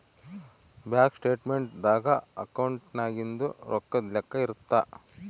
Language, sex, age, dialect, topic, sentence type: Kannada, male, 36-40, Central, banking, statement